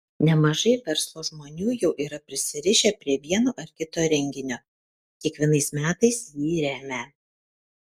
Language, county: Lithuanian, Kaunas